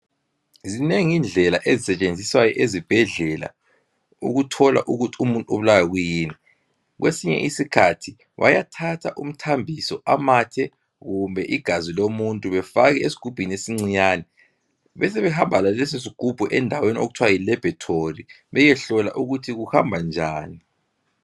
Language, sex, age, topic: North Ndebele, female, 36-49, health